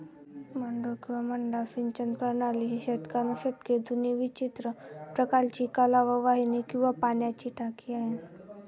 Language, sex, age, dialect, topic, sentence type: Marathi, female, 41-45, Varhadi, agriculture, statement